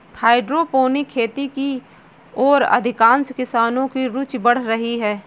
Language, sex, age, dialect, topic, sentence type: Hindi, female, 18-24, Marwari Dhudhari, agriculture, statement